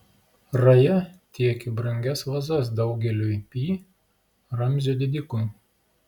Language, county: Lithuanian, Klaipėda